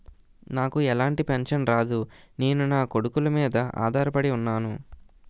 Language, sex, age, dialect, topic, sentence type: Telugu, male, 18-24, Utterandhra, banking, question